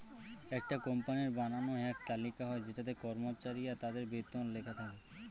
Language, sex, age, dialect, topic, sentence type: Bengali, male, 18-24, Northern/Varendri, banking, statement